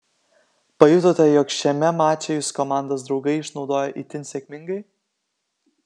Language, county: Lithuanian, Kaunas